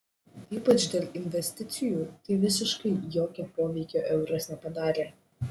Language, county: Lithuanian, Šiauliai